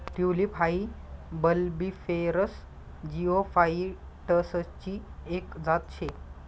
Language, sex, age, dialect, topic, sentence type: Marathi, male, 25-30, Northern Konkan, agriculture, statement